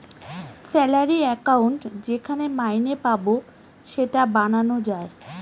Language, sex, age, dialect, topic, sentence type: Bengali, female, 36-40, Northern/Varendri, banking, statement